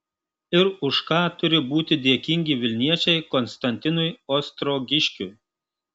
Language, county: Lithuanian, Marijampolė